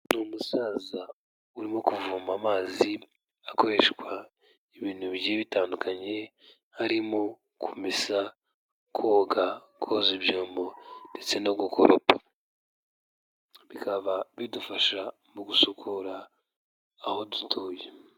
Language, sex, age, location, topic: Kinyarwanda, male, 18-24, Kigali, health